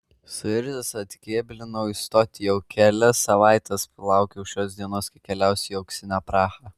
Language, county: Lithuanian, Kaunas